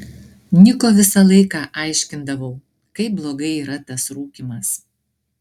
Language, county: Lithuanian, Klaipėda